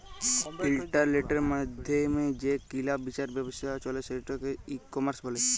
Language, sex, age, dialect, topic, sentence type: Bengali, male, 18-24, Jharkhandi, agriculture, statement